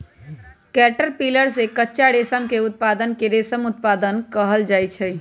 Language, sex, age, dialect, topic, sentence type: Magahi, male, 25-30, Western, agriculture, statement